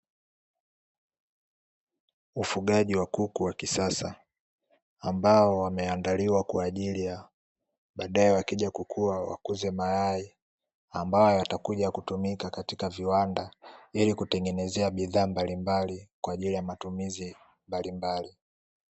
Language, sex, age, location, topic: Swahili, male, 18-24, Dar es Salaam, agriculture